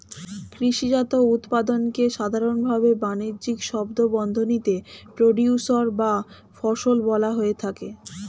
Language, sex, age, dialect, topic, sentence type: Bengali, female, 25-30, Standard Colloquial, agriculture, statement